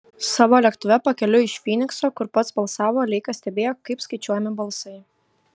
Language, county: Lithuanian, Kaunas